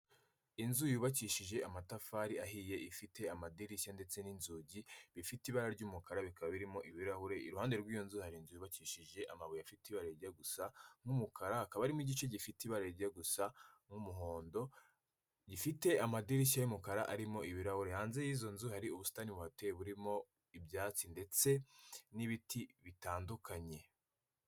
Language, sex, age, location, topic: Kinyarwanda, male, 25-35, Kigali, health